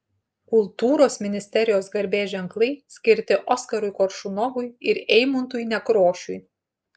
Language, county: Lithuanian, Utena